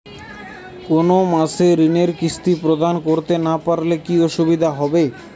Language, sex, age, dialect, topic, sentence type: Bengali, male, 18-24, Western, banking, question